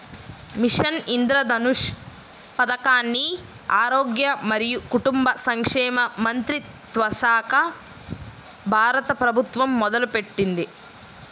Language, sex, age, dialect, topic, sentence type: Telugu, female, 31-35, Central/Coastal, banking, statement